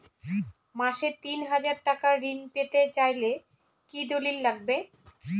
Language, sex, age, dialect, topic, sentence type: Bengali, female, 36-40, Northern/Varendri, banking, question